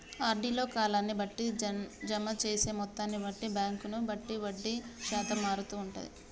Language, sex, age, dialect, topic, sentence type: Telugu, female, 31-35, Telangana, banking, statement